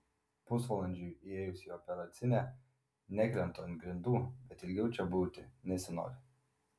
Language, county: Lithuanian, Vilnius